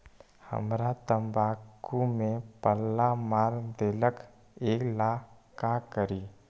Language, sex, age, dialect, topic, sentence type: Magahi, male, 25-30, Western, agriculture, question